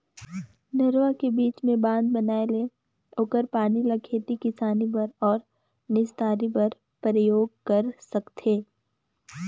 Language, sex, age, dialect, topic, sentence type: Chhattisgarhi, female, 25-30, Northern/Bhandar, agriculture, statement